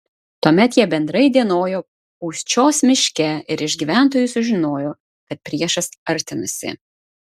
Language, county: Lithuanian, Vilnius